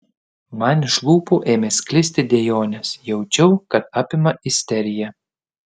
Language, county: Lithuanian, Panevėžys